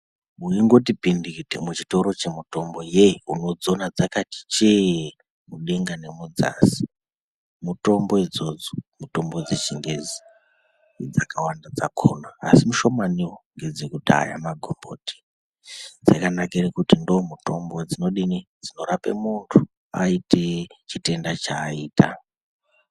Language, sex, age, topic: Ndau, male, 18-24, health